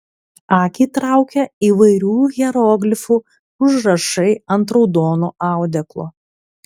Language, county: Lithuanian, Klaipėda